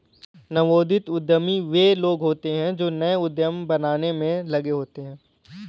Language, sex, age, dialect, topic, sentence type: Hindi, male, 18-24, Kanauji Braj Bhasha, banking, statement